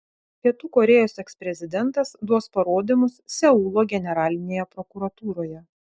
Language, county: Lithuanian, Vilnius